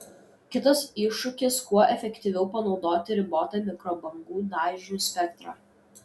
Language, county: Lithuanian, Kaunas